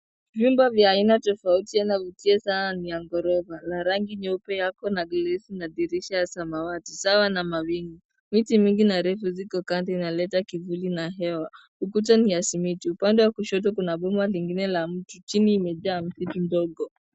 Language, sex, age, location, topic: Swahili, female, 18-24, Nairobi, finance